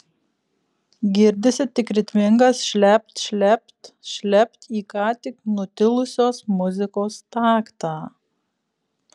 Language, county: Lithuanian, Kaunas